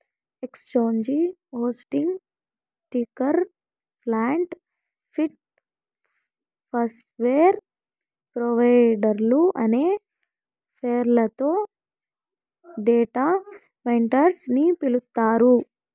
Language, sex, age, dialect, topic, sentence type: Telugu, female, 18-24, Southern, banking, statement